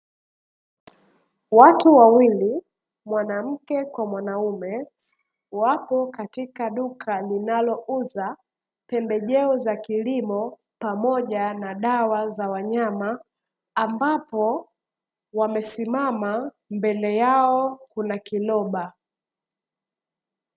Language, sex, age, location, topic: Swahili, female, 18-24, Dar es Salaam, agriculture